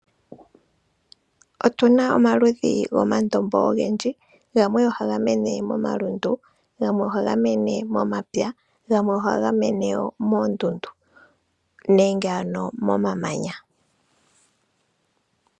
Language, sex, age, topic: Oshiwambo, female, 25-35, agriculture